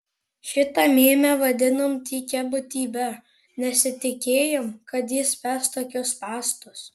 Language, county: Lithuanian, Panevėžys